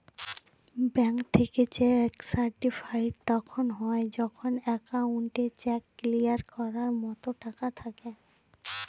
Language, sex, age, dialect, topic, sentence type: Bengali, female, 18-24, Northern/Varendri, banking, statement